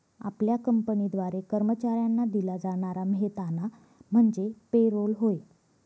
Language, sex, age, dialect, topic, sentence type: Marathi, female, 25-30, Northern Konkan, banking, statement